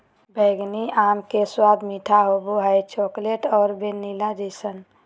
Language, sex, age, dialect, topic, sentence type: Magahi, female, 18-24, Southern, agriculture, statement